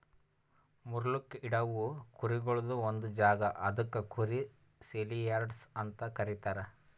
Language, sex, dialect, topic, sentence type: Kannada, male, Northeastern, agriculture, statement